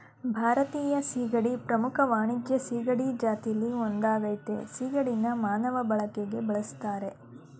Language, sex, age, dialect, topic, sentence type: Kannada, female, 31-35, Mysore Kannada, agriculture, statement